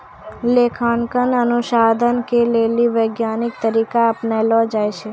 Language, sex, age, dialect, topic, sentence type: Maithili, female, 18-24, Angika, banking, statement